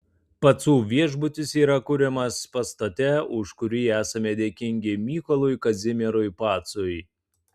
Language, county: Lithuanian, Tauragė